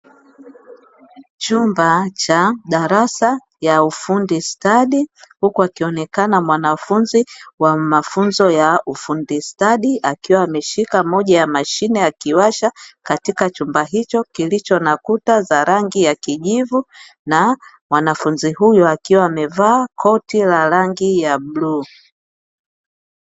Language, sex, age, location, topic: Swahili, female, 50+, Dar es Salaam, education